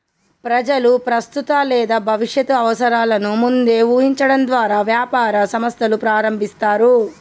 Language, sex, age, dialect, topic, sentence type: Telugu, male, 18-24, Telangana, banking, statement